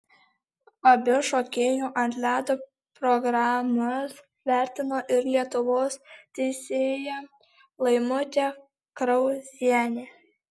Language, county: Lithuanian, Alytus